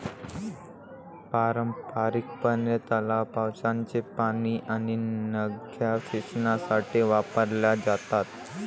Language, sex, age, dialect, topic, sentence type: Marathi, male, 18-24, Varhadi, agriculture, statement